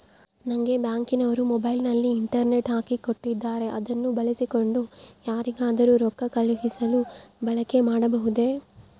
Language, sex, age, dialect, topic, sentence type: Kannada, female, 25-30, Central, banking, question